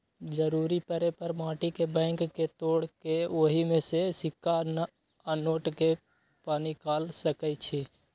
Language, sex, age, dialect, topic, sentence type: Magahi, male, 25-30, Western, banking, statement